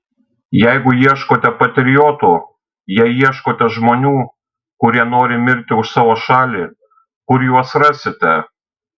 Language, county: Lithuanian, Šiauliai